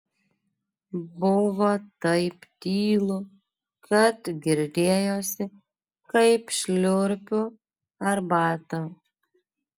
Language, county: Lithuanian, Alytus